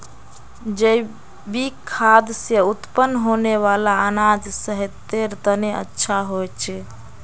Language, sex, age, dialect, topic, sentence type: Magahi, female, 51-55, Northeastern/Surjapuri, agriculture, statement